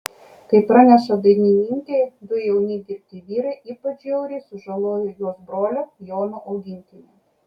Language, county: Lithuanian, Kaunas